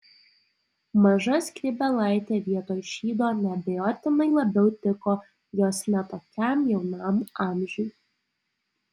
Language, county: Lithuanian, Alytus